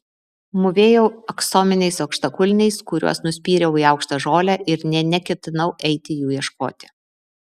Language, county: Lithuanian, Vilnius